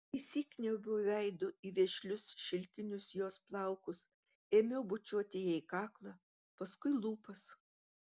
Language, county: Lithuanian, Utena